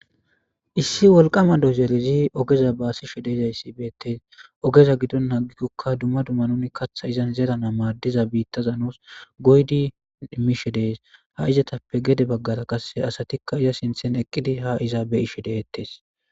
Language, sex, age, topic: Gamo, male, 18-24, government